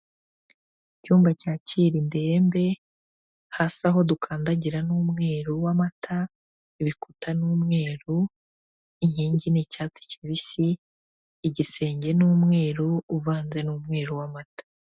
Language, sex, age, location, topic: Kinyarwanda, female, 36-49, Kigali, health